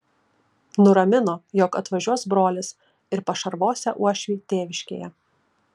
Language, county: Lithuanian, Kaunas